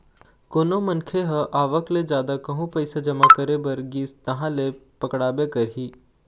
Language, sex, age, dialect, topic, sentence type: Chhattisgarhi, male, 18-24, Eastern, banking, statement